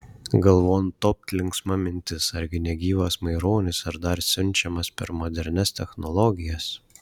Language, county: Lithuanian, Šiauliai